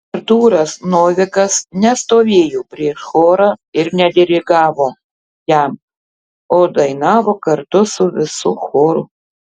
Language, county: Lithuanian, Tauragė